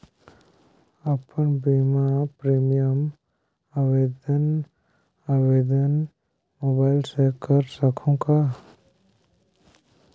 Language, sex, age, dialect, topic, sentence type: Chhattisgarhi, male, 18-24, Northern/Bhandar, banking, question